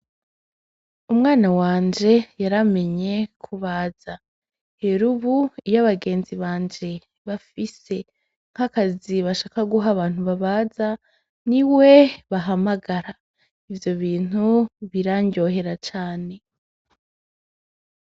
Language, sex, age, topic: Rundi, female, 25-35, education